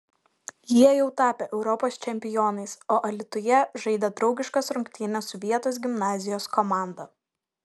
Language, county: Lithuanian, Šiauliai